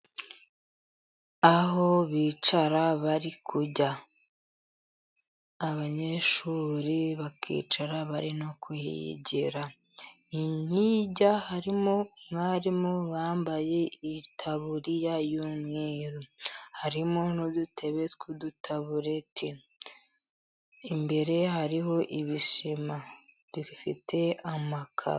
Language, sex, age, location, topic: Kinyarwanda, female, 50+, Musanze, education